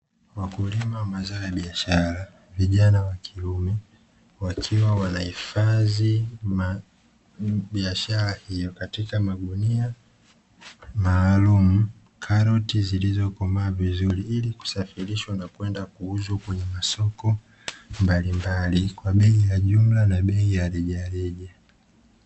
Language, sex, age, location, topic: Swahili, male, 25-35, Dar es Salaam, agriculture